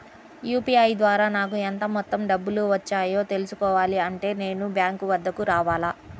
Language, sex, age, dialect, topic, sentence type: Telugu, female, 31-35, Central/Coastal, banking, question